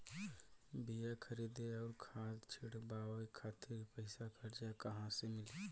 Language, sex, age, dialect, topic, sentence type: Bhojpuri, male, 18-24, Southern / Standard, banking, question